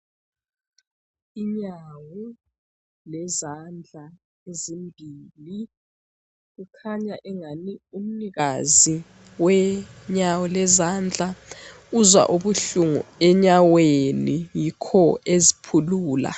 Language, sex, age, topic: North Ndebele, female, 25-35, health